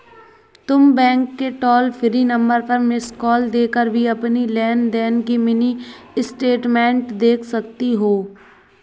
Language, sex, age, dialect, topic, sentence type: Hindi, female, 18-24, Kanauji Braj Bhasha, banking, statement